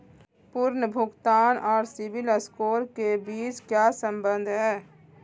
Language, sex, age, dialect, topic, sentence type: Hindi, female, 25-30, Marwari Dhudhari, banking, question